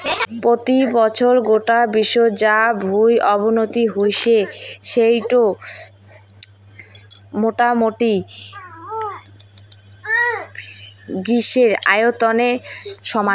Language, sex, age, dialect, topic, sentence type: Bengali, female, 18-24, Rajbangshi, agriculture, statement